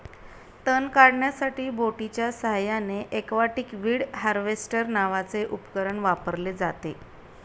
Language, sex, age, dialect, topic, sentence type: Marathi, female, 31-35, Standard Marathi, agriculture, statement